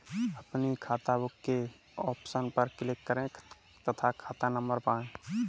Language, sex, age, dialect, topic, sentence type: Hindi, male, 18-24, Kanauji Braj Bhasha, banking, statement